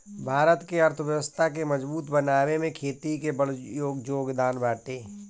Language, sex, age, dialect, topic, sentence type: Bhojpuri, male, 41-45, Northern, agriculture, statement